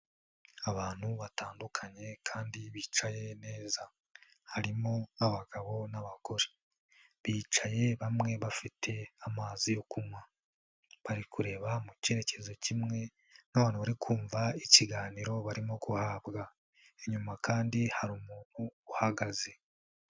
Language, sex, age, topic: Kinyarwanda, male, 18-24, government